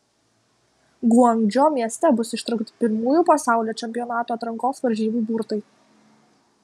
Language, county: Lithuanian, Kaunas